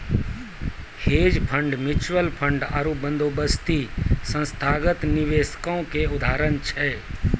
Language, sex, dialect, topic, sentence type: Maithili, male, Angika, banking, statement